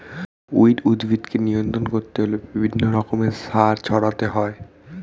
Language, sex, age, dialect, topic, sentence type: Bengali, male, 18-24, Standard Colloquial, agriculture, statement